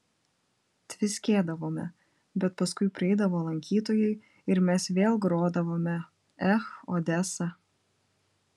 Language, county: Lithuanian, Vilnius